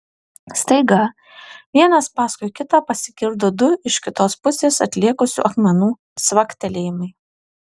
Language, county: Lithuanian, Alytus